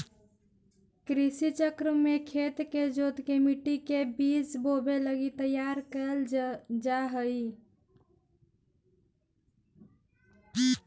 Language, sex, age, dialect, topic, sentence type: Magahi, female, 25-30, Central/Standard, banking, statement